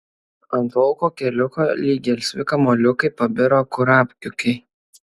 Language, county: Lithuanian, Kaunas